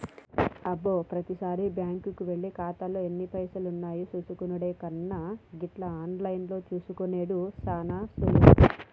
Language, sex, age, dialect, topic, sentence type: Telugu, female, 31-35, Telangana, banking, statement